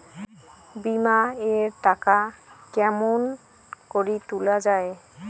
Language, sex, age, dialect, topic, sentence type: Bengali, female, 18-24, Rajbangshi, banking, question